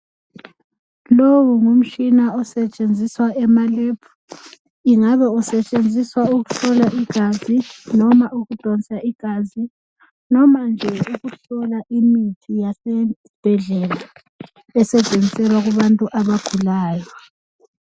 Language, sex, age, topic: North Ndebele, female, 25-35, health